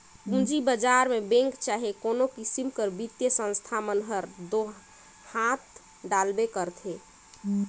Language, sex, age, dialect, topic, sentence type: Chhattisgarhi, female, 31-35, Northern/Bhandar, banking, statement